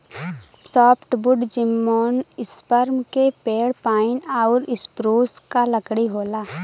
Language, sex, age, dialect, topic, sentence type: Bhojpuri, female, 18-24, Western, agriculture, statement